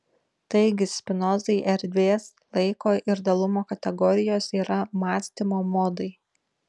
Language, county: Lithuanian, Šiauliai